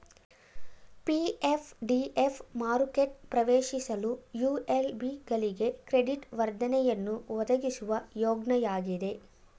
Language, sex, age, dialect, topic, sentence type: Kannada, female, 25-30, Mysore Kannada, banking, statement